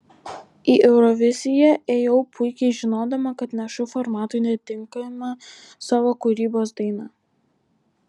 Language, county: Lithuanian, Vilnius